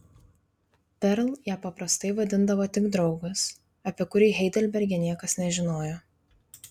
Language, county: Lithuanian, Vilnius